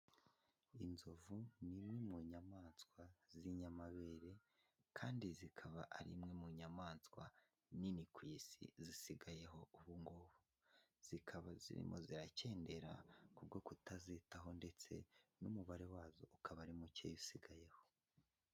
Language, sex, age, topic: Kinyarwanda, male, 18-24, agriculture